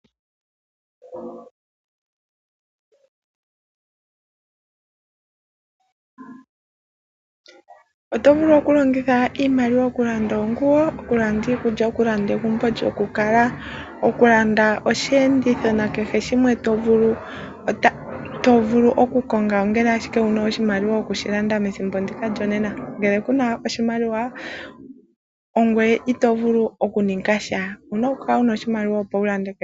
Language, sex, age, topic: Oshiwambo, female, 25-35, finance